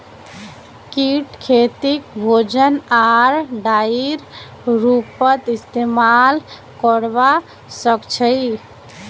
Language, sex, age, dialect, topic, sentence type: Magahi, female, 18-24, Northeastern/Surjapuri, agriculture, statement